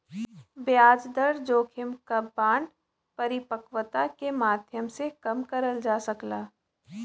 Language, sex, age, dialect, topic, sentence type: Bhojpuri, female, 18-24, Western, banking, statement